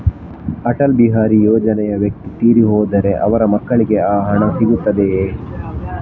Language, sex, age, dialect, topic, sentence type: Kannada, male, 60-100, Coastal/Dakshin, banking, question